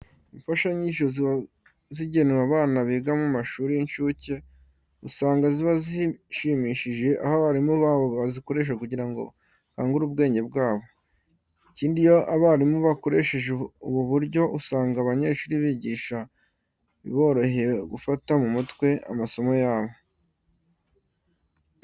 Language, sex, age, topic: Kinyarwanda, male, 18-24, education